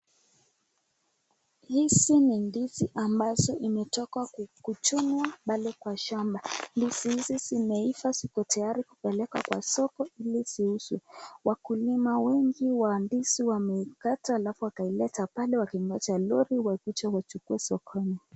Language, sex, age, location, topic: Swahili, female, 25-35, Nakuru, agriculture